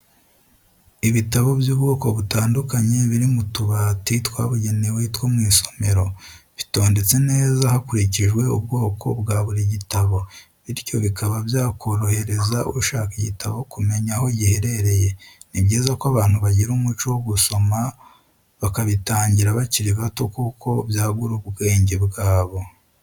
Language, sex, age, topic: Kinyarwanda, male, 25-35, education